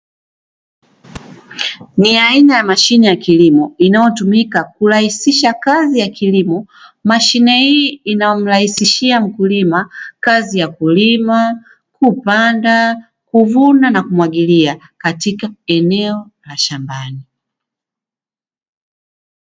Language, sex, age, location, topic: Swahili, female, 25-35, Dar es Salaam, agriculture